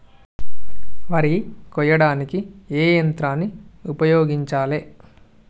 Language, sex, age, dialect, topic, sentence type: Telugu, male, 18-24, Telangana, agriculture, question